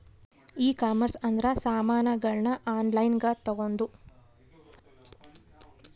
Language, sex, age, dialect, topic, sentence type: Kannada, female, 31-35, Central, banking, statement